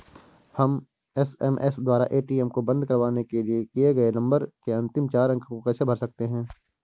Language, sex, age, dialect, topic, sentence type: Hindi, male, 18-24, Awadhi Bundeli, banking, question